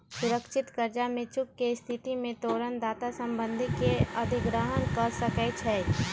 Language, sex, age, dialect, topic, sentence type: Magahi, female, 18-24, Western, banking, statement